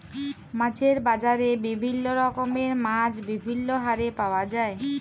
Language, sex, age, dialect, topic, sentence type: Bengali, female, 41-45, Jharkhandi, agriculture, statement